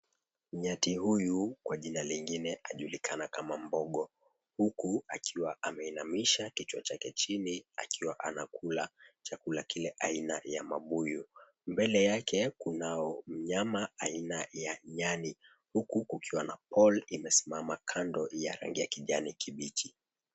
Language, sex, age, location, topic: Swahili, male, 25-35, Mombasa, agriculture